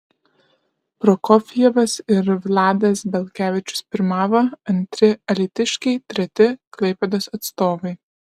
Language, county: Lithuanian, Kaunas